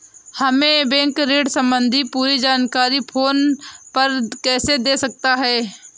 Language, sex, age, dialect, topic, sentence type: Hindi, female, 18-24, Awadhi Bundeli, banking, question